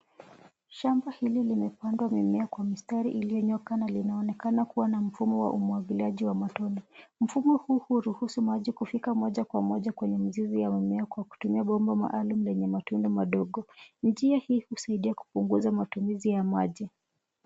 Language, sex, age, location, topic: Swahili, female, 25-35, Nairobi, agriculture